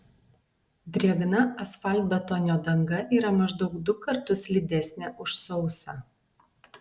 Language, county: Lithuanian, Alytus